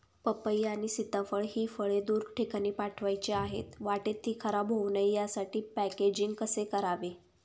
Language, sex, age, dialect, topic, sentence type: Marathi, female, 18-24, Northern Konkan, agriculture, question